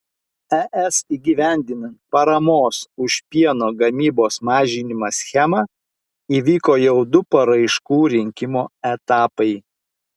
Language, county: Lithuanian, Vilnius